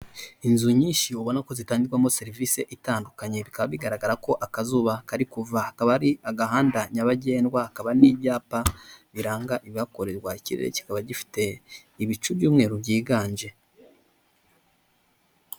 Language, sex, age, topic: Kinyarwanda, male, 25-35, health